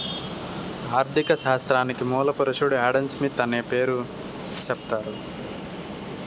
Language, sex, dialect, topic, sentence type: Telugu, male, Southern, banking, statement